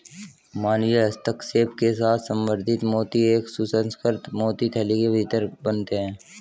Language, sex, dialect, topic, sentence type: Hindi, male, Hindustani Malvi Khadi Boli, agriculture, statement